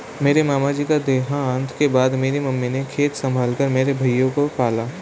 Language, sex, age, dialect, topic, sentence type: Hindi, male, 18-24, Hindustani Malvi Khadi Boli, agriculture, statement